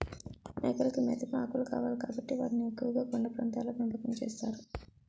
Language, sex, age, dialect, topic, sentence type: Telugu, female, 36-40, Utterandhra, agriculture, statement